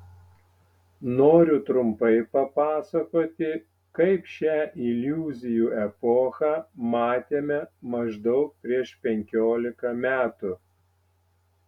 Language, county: Lithuanian, Panevėžys